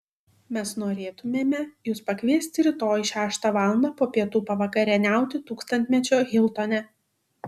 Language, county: Lithuanian, Šiauliai